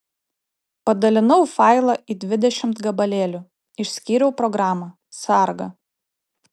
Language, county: Lithuanian, Utena